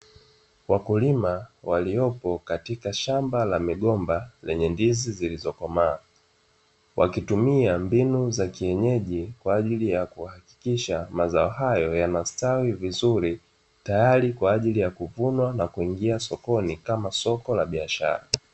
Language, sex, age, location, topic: Swahili, male, 25-35, Dar es Salaam, agriculture